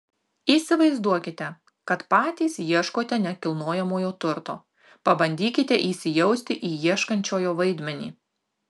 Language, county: Lithuanian, Tauragė